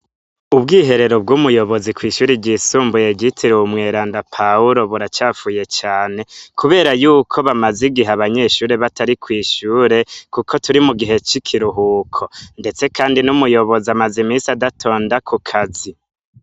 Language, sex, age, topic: Rundi, male, 25-35, education